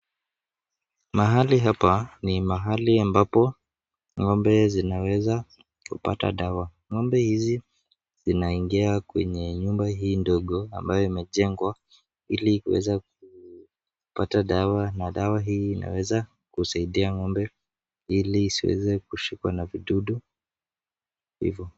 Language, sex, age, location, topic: Swahili, male, 18-24, Nakuru, agriculture